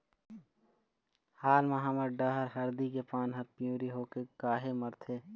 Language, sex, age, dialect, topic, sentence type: Chhattisgarhi, male, 18-24, Eastern, agriculture, question